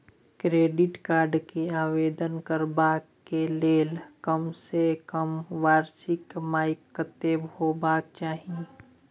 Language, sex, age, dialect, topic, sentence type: Maithili, male, 18-24, Bajjika, banking, question